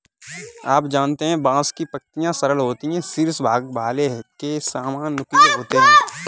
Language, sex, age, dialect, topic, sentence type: Hindi, male, 18-24, Kanauji Braj Bhasha, agriculture, statement